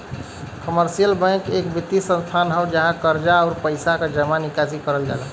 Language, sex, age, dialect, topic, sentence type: Bhojpuri, male, 31-35, Western, banking, statement